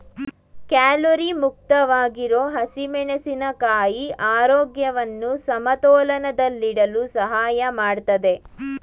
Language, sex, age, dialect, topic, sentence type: Kannada, female, 18-24, Mysore Kannada, agriculture, statement